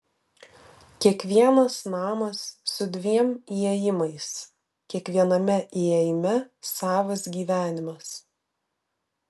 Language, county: Lithuanian, Vilnius